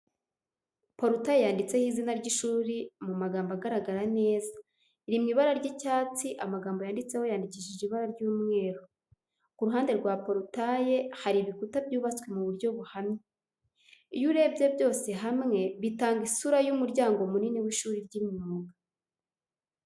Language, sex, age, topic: Kinyarwanda, female, 18-24, education